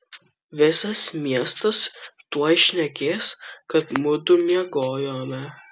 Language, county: Lithuanian, Kaunas